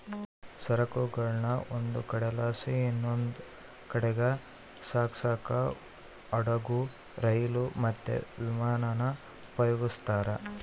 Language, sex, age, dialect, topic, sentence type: Kannada, male, 18-24, Central, banking, statement